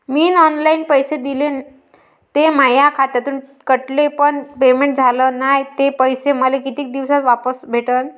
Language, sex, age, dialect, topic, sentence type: Marathi, male, 31-35, Varhadi, banking, question